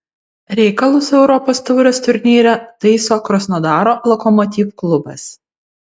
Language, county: Lithuanian, Vilnius